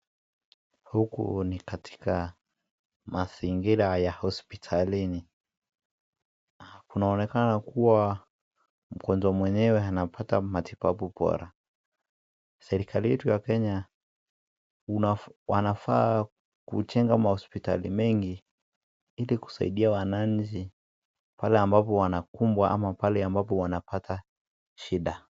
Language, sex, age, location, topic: Swahili, male, 18-24, Nakuru, health